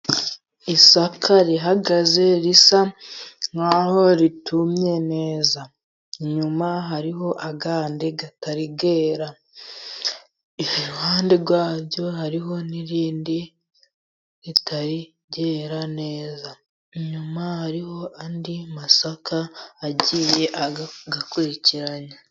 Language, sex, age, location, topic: Kinyarwanda, female, 50+, Musanze, agriculture